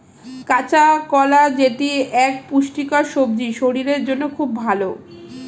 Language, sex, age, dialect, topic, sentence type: Bengali, female, 25-30, Standard Colloquial, agriculture, statement